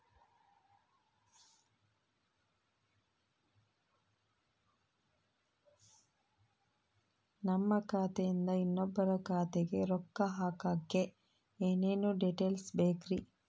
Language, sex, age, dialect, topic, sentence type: Kannada, female, 41-45, Central, banking, question